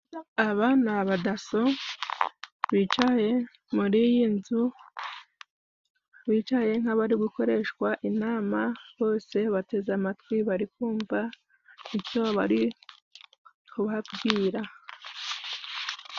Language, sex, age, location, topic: Kinyarwanda, female, 25-35, Musanze, government